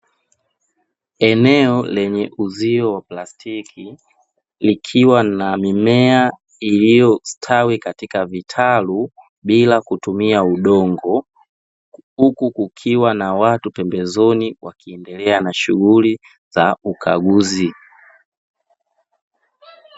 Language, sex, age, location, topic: Swahili, male, 25-35, Dar es Salaam, agriculture